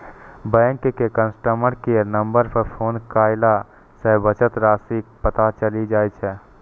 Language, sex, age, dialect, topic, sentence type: Maithili, male, 18-24, Eastern / Thethi, banking, statement